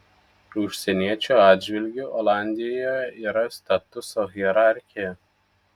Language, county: Lithuanian, Telšiai